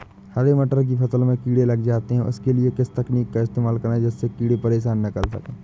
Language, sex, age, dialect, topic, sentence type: Hindi, male, 25-30, Awadhi Bundeli, agriculture, question